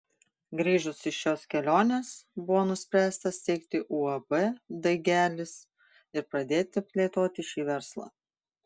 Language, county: Lithuanian, Panevėžys